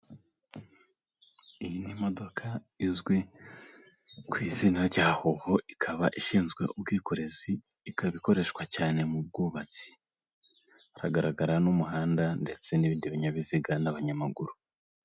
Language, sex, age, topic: Kinyarwanda, male, 18-24, government